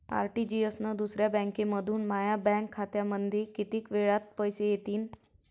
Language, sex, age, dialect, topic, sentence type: Marathi, female, 25-30, Varhadi, banking, question